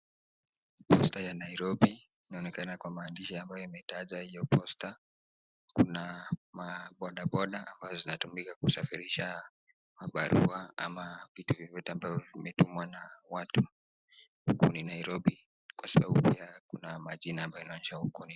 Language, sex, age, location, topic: Swahili, male, 18-24, Nakuru, government